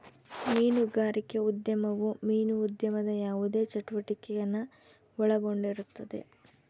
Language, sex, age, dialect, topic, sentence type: Kannada, female, 25-30, Central, agriculture, statement